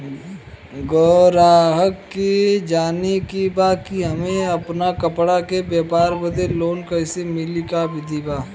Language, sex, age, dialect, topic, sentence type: Bhojpuri, male, 25-30, Western, banking, question